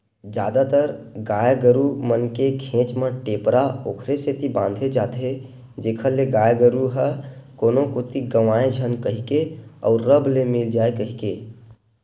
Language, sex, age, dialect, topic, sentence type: Chhattisgarhi, male, 18-24, Western/Budati/Khatahi, agriculture, statement